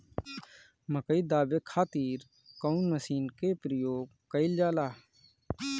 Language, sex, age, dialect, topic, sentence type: Bhojpuri, male, 31-35, Northern, agriculture, question